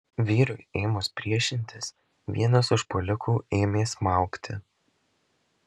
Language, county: Lithuanian, Marijampolė